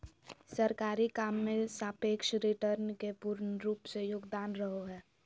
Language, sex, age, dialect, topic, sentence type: Magahi, female, 18-24, Southern, banking, statement